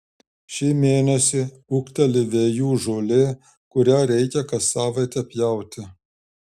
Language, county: Lithuanian, Šiauliai